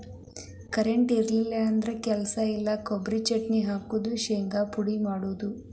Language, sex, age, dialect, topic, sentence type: Kannada, female, 18-24, Dharwad Kannada, agriculture, statement